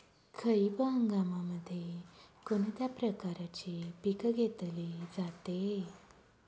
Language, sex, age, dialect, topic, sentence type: Marathi, female, 31-35, Northern Konkan, agriculture, question